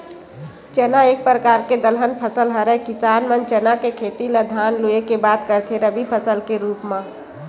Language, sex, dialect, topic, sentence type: Chhattisgarhi, female, Western/Budati/Khatahi, agriculture, statement